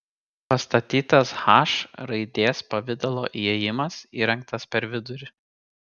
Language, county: Lithuanian, Kaunas